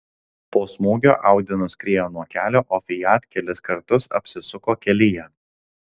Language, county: Lithuanian, Alytus